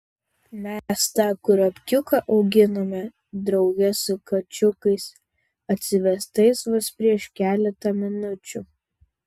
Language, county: Lithuanian, Vilnius